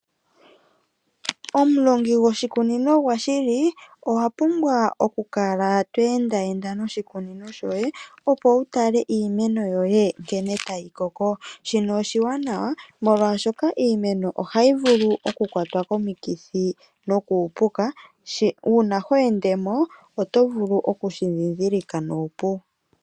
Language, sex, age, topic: Oshiwambo, female, 36-49, agriculture